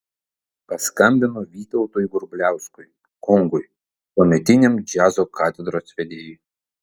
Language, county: Lithuanian, Vilnius